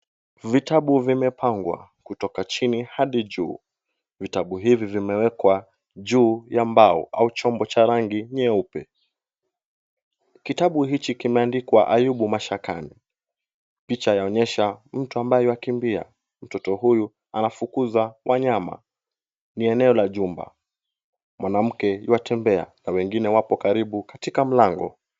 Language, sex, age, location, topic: Swahili, male, 18-24, Kisumu, education